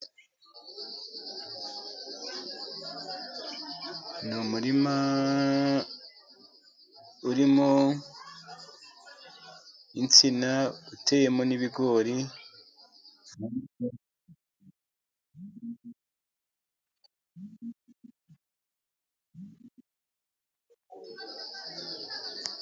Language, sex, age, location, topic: Kinyarwanda, male, 50+, Musanze, agriculture